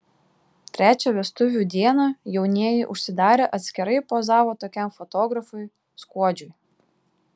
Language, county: Lithuanian, Klaipėda